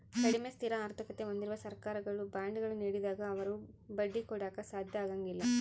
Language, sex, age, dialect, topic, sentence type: Kannada, female, 31-35, Central, banking, statement